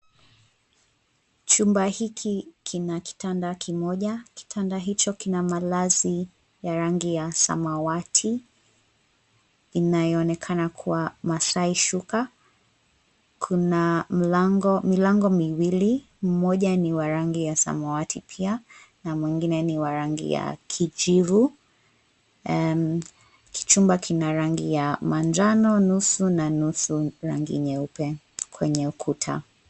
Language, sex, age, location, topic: Swahili, female, 25-35, Nairobi, education